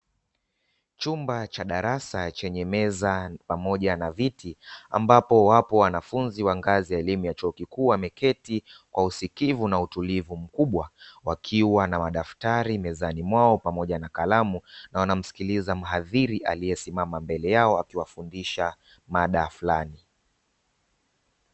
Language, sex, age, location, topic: Swahili, male, 25-35, Dar es Salaam, education